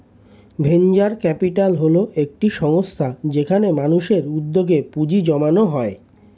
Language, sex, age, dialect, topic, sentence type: Bengali, male, 25-30, Standard Colloquial, banking, statement